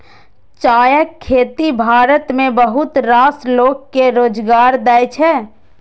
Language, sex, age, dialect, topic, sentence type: Maithili, female, 18-24, Eastern / Thethi, agriculture, statement